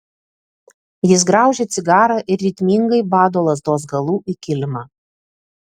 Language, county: Lithuanian, Telšiai